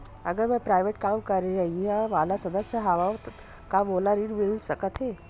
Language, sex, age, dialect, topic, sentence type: Chhattisgarhi, female, 41-45, Western/Budati/Khatahi, banking, question